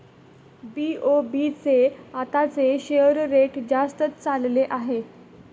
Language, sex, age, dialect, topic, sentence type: Marathi, female, 25-30, Northern Konkan, banking, statement